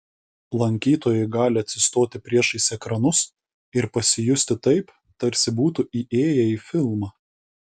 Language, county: Lithuanian, Kaunas